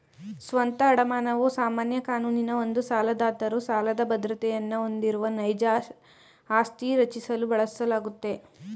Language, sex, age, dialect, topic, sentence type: Kannada, female, 18-24, Mysore Kannada, banking, statement